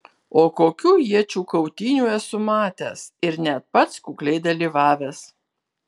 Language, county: Lithuanian, Kaunas